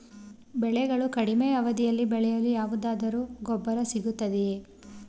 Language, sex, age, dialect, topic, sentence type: Kannada, female, 18-24, Mysore Kannada, agriculture, question